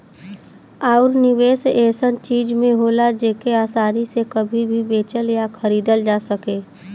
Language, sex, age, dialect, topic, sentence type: Bhojpuri, female, 18-24, Western, banking, statement